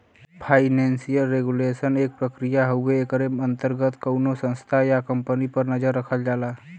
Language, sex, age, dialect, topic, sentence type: Bhojpuri, male, 25-30, Western, banking, statement